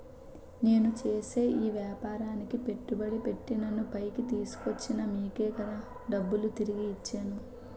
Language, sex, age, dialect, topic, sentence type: Telugu, female, 18-24, Utterandhra, banking, statement